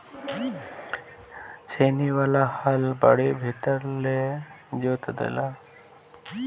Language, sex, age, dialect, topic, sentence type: Bhojpuri, male, 18-24, Northern, agriculture, statement